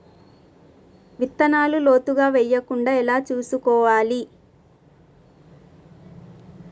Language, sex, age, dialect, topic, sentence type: Telugu, female, 25-30, Telangana, agriculture, question